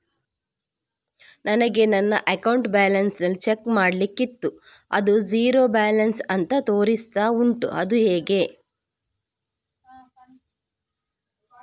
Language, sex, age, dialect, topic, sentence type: Kannada, female, 41-45, Coastal/Dakshin, banking, question